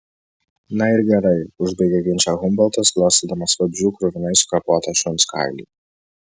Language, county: Lithuanian, Vilnius